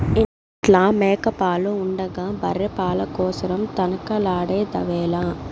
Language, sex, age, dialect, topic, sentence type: Telugu, female, 18-24, Southern, agriculture, statement